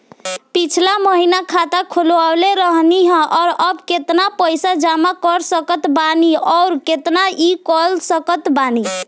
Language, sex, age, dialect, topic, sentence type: Bhojpuri, female, <18, Southern / Standard, banking, question